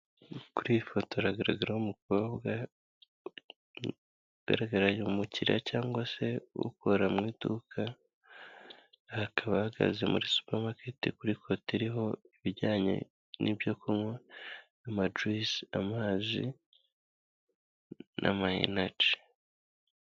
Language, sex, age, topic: Kinyarwanda, male, 25-35, finance